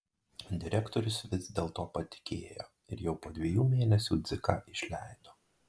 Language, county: Lithuanian, Marijampolė